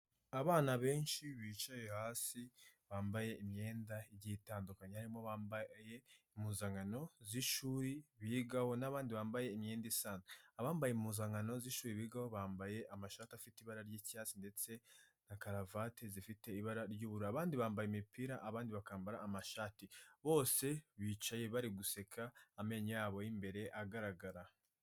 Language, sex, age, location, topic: Kinyarwanda, male, 25-35, Kigali, health